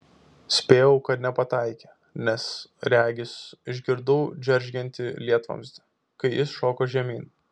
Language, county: Lithuanian, Vilnius